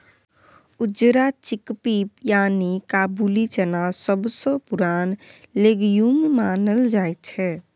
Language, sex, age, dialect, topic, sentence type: Maithili, female, 25-30, Bajjika, agriculture, statement